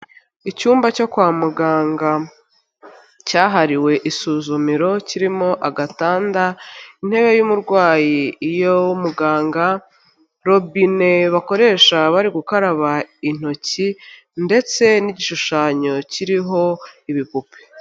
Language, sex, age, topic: Kinyarwanda, female, 25-35, health